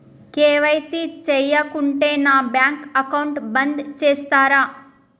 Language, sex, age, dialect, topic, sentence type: Telugu, female, 25-30, Telangana, banking, question